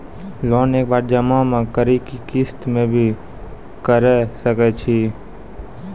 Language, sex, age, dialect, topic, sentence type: Maithili, male, 18-24, Angika, banking, question